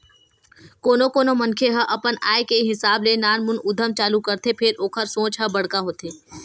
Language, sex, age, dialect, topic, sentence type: Chhattisgarhi, female, 18-24, Western/Budati/Khatahi, banking, statement